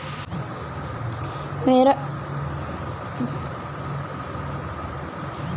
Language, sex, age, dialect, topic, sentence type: Hindi, female, 18-24, Awadhi Bundeli, banking, question